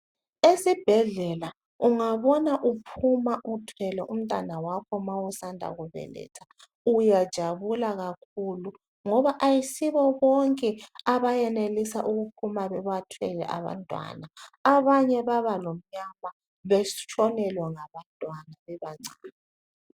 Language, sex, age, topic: North Ndebele, female, 36-49, health